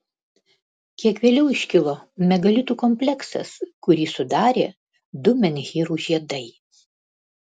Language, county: Lithuanian, Panevėžys